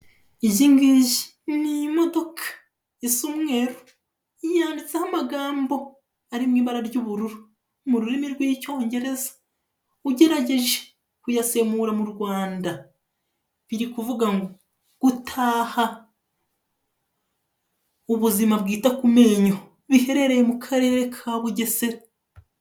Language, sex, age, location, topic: Kinyarwanda, male, 25-35, Kigali, health